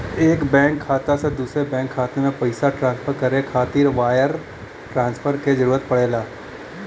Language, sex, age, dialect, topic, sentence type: Bhojpuri, male, 31-35, Western, banking, statement